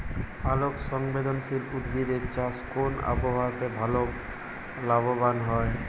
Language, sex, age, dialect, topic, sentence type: Bengali, male, 18-24, Jharkhandi, agriculture, question